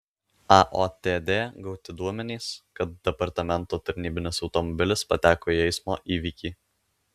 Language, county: Lithuanian, Alytus